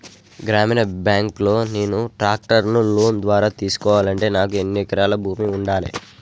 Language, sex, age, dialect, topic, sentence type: Telugu, male, 51-55, Telangana, agriculture, question